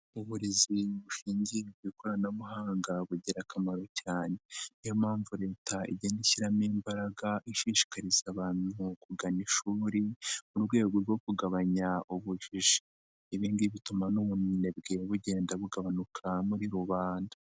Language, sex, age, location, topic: Kinyarwanda, male, 50+, Nyagatare, education